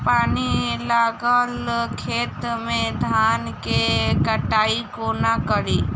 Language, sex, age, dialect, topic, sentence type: Maithili, female, 18-24, Southern/Standard, agriculture, question